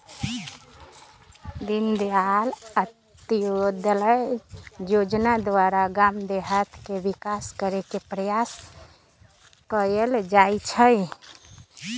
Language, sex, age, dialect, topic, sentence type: Magahi, female, 36-40, Western, banking, statement